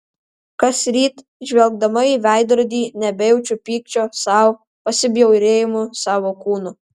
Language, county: Lithuanian, Alytus